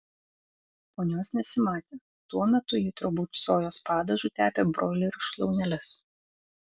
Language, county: Lithuanian, Vilnius